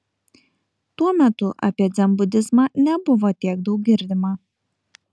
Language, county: Lithuanian, Kaunas